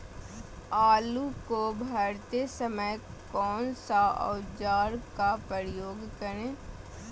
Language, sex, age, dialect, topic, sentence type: Magahi, female, 18-24, Southern, agriculture, question